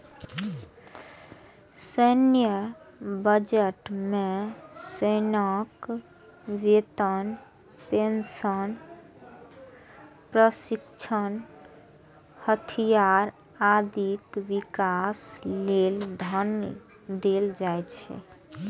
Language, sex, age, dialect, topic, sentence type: Maithili, female, 18-24, Eastern / Thethi, banking, statement